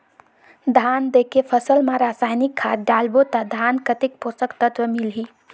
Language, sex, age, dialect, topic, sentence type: Chhattisgarhi, female, 18-24, Northern/Bhandar, agriculture, question